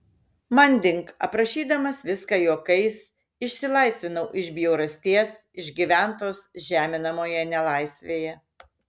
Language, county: Lithuanian, Šiauliai